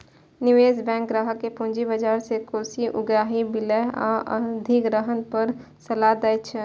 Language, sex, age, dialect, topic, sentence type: Maithili, female, 18-24, Eastern / Thethi, banking, statement